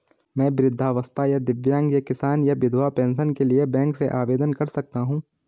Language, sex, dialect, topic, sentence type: Hindi, male, Garhwali, banking, question